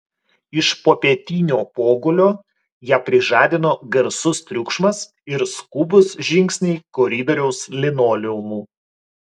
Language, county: Lithuanian, Vilnius